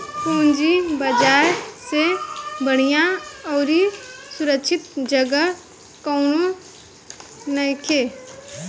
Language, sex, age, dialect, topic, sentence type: Bhojpuri, female, 25-30, Southern / Standard, banking, statement